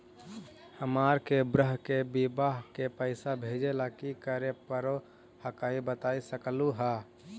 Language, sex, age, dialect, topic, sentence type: Magahi, male, 18-24, Central/Standard, banking, question